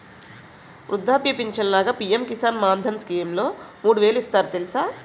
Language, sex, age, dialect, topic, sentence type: Telugu, female, 41-45, Utterandhra, agriculture, statement